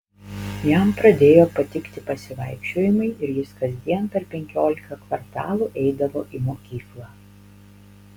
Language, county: Lithuanian, Panevėžys